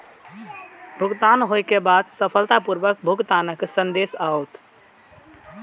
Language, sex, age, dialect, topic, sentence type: Maithili, male, 18-24, Eastern / Thethi, banking, statement